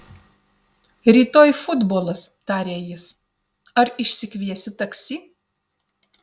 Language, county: Lithuanian, Utena